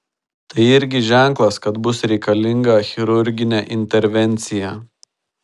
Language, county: Lithuanian, Šiauliai